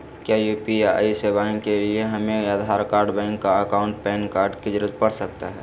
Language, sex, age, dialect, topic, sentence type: Magahi, male, 56-60, Southern, banking, question